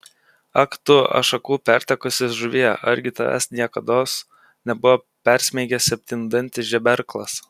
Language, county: Lithuanian, Kaunas